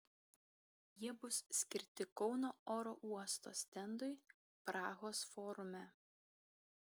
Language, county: Lithuanian, Kaunas